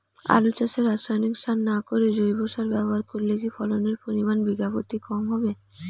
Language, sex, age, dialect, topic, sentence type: Bengali, female, 18-24, Rajbangshi, agriculture, question